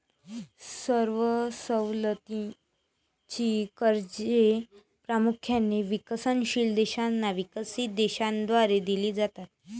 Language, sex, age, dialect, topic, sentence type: Marathi, female, 31-35, Varhadi, banking, statement